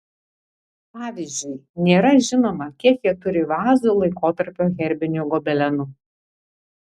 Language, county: Lithuanian, Vilnius